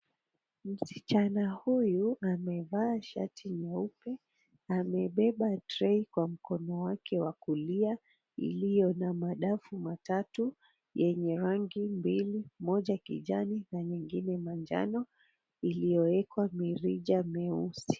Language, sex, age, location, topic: Swahili, female, 36-49, Mombasa, agriculture